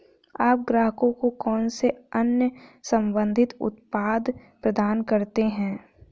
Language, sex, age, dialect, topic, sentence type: Hindi, female, 25-30, Hindustani Malvi Khadi Boli, banking, question